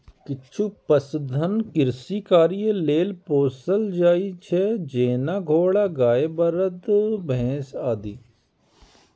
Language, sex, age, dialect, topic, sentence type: Maithili, male, 31-35, Eastern / Thethi, agriculture, statement